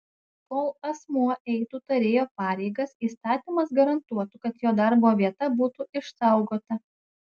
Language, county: Lithuanian, Panevėžys